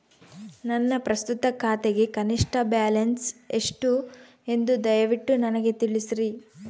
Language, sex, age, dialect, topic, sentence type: Kannada, female, 18-24, Central, banking, statement